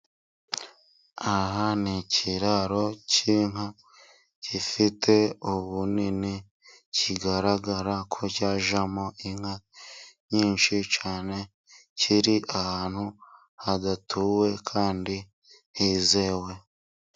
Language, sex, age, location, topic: Kinyarwanda, male, 25-35, Musanze, agriculture